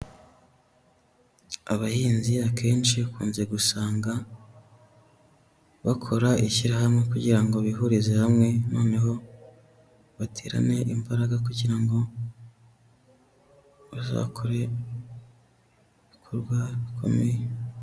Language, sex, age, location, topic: Kinyarwanda, male, 18-24, Huye, agriculture